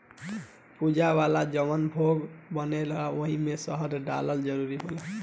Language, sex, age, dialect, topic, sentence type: Bhojpuri, male, 18-24, Southern / Standard, agriculture, statement